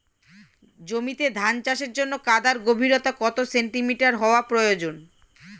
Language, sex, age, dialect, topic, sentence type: Bengali, female, 41-45, Standard Colloquial, agriculture, question